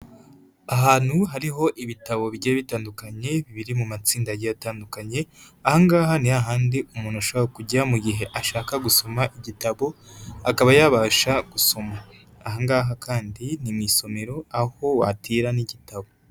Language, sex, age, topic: Kinyarwanda, male, 25-35, education